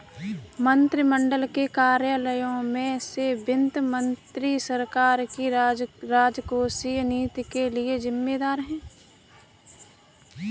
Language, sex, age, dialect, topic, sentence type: Hindi, male, 36-40, Kanauji Braj Bhasha, banking, statement